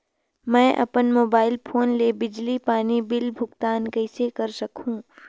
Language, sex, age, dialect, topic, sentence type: Chhattisgarhi, female, 18-24, Northern/Bhandar, banking, question